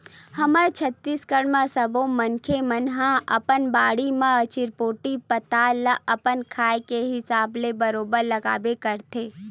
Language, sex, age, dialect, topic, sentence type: Chhattisgarhi, female, 18-24, Western/Budati/Khatahi, agriculture, statement